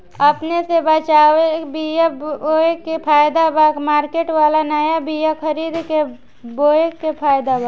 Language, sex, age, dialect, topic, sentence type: Bhojpuri, female, 18-24, Southern / Standard, agriculture, question